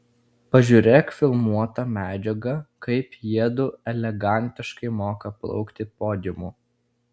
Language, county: Lithuanian, Klaipėda